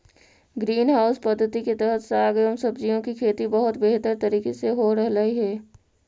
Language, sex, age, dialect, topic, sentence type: Magahi, female, 60-100, Central/Standard, agriculture, statement